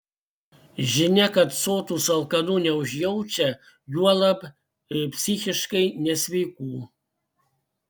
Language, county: Lithuanian, Panevėžys